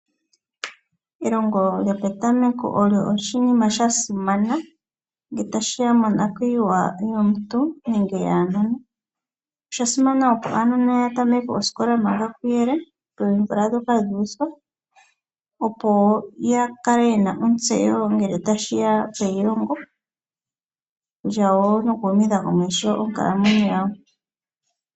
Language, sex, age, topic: Oshiwambo, female, 36-49, agriculture